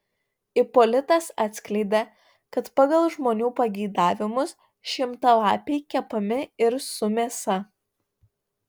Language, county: Lithuanian, Panevėžys